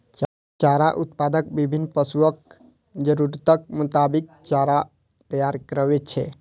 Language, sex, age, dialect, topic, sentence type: Maithili, male, 18-24, Eastern / Thethi, agriculture, statement